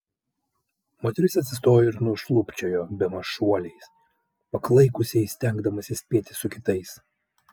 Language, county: Lithuanian, Vilnius